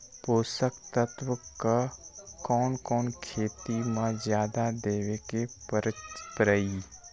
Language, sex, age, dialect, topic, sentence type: Magahi, male, 25-30, Western, agriculture, question